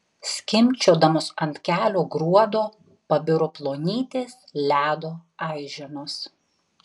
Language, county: Lithuanian, Tauragė